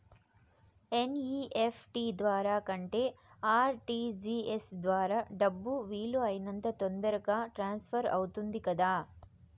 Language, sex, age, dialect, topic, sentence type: Telugu, female, 25-30, Southern, banking, question